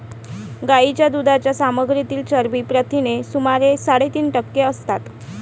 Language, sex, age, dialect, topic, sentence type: Marathi, female, 25-30, Varhadi, agriculture, statement